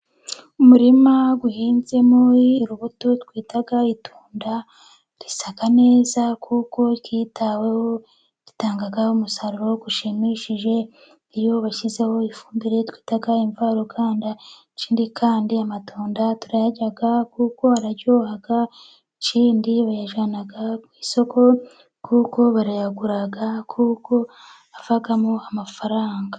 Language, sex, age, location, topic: Kinyarwanda, female, 25-35, Musanze, agriculture